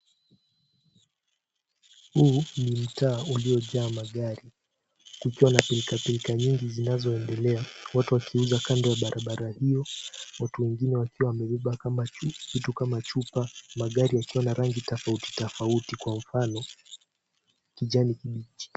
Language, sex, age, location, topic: Swahili, male, 18-24, Mombasa, government